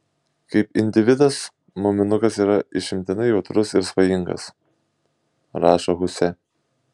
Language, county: Lithuanian, Šiauliai